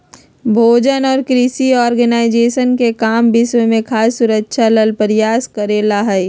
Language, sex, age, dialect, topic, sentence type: Magahi, female, 31-35, Western, agriculture, statement